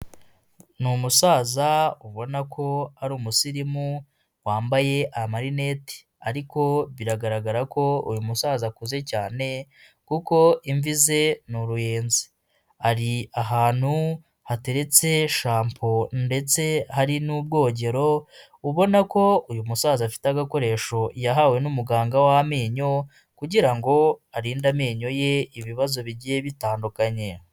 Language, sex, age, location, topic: Kinyarwanda, female, 25-35, Huye, health